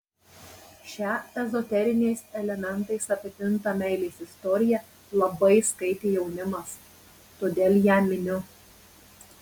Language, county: Lithuanian, Marijampolė